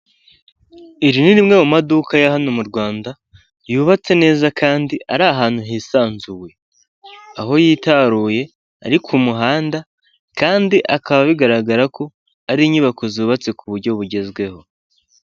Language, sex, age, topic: Kinyarwanda, male, 18-24, finance